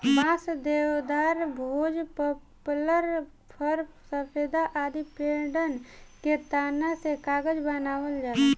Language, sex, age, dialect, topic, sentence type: Bhojpuri, female, 18-24, Southern / Standard, agriculture, statement